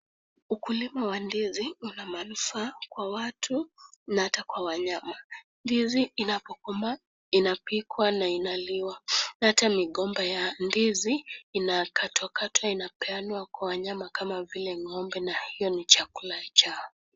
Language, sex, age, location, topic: Swahili, female, 18-24, Kisumu, agriculture